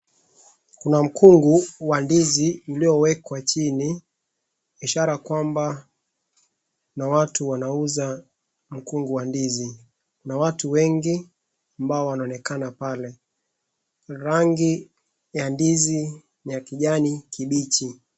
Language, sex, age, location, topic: Swahili, male, 25-35, Wajir, agriculture